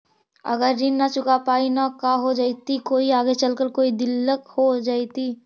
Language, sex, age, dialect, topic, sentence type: Magahi, female, 51-55, Central/Standard, banking, question